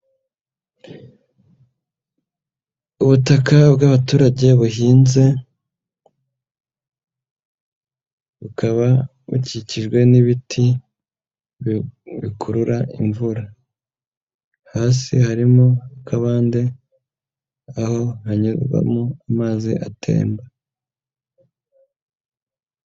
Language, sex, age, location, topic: Kinyarwanda, male, 25-35, Nyagatare, agriculture